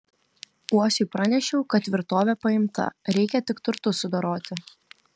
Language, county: Lithuanian, Kaunas